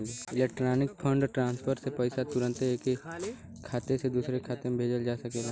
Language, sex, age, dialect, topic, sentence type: Bhojpuri, male, 18-24, Western, banking, statement